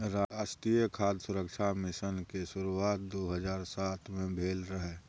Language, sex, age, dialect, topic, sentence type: Maithili, male, 36-40, Bajjika, agriculture, statement